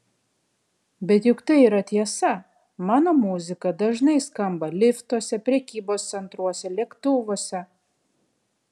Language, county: Lithuanian, Kaunas